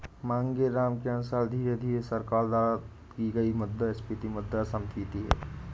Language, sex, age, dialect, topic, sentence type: Hindi, male, 25-30, Awadhi Bundeli, banking, statement